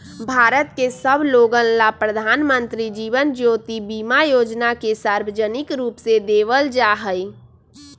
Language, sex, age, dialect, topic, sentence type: Magahi, female, 25-30, Western, banking, statement